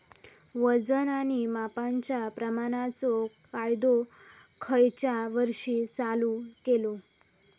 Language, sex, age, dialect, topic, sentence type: Marathi, female, 18-24, Southern Konkan, agriculture, question